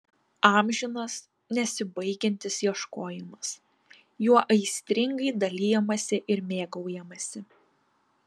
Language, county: Lithuanian, Panevėžys